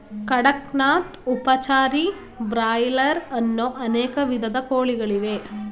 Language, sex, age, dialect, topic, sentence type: Kannada, female, 18-24, Mysore Kannada, agriculture, statement